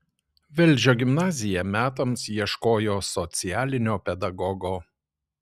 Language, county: Lithuanian, Šiauliai